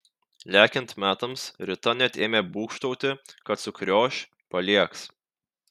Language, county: Lithuanian, Kaunas